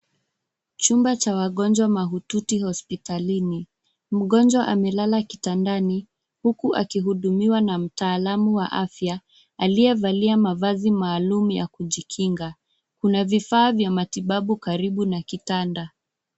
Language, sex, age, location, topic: Swahili, female, 25-35, Nairobi, health